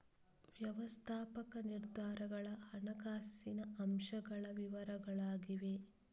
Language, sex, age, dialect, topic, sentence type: Kannada, female, 36-40, Coastal/Dakshin, banking, statement